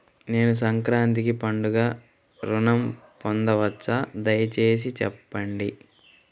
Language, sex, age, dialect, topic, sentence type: Telugu, male, 36-40, Central/Coastal, banking, question